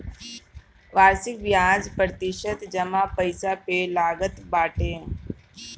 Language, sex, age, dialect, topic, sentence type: Bhojpuri, male, 31-35, Northern, banking, statement